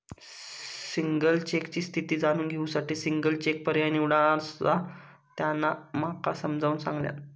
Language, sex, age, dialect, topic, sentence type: Marathi, male, 41-45, Southern Konkan, banking, statement